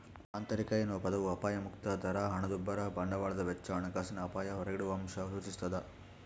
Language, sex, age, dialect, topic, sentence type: Kannada, male, 46-50, Central, banking, statement